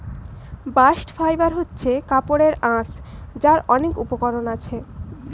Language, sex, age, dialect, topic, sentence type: Bengali, male, 18-24, Western, agriculture, statement